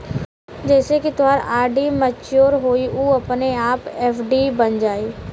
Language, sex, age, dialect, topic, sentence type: Bhojpuri, female, 18-24, Western, banking, statement